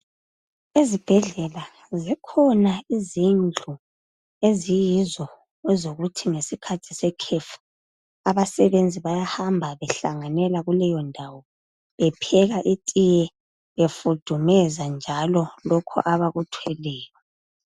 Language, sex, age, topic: North Ndebele, female, 25-35, education